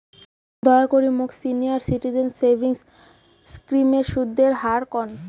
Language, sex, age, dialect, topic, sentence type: Bengali, female, 18-24, Rajbangshi, banking, statement